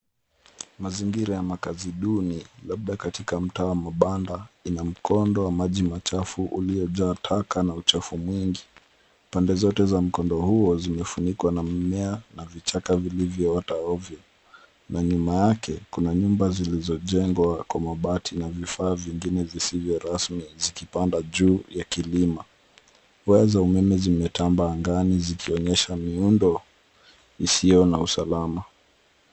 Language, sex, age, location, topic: Swahili, male, 18-24, Nairobi, government